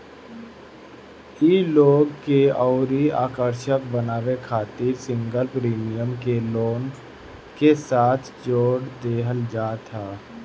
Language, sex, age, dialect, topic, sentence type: Bhojpuri, male, 31-35, Northern, banking, statement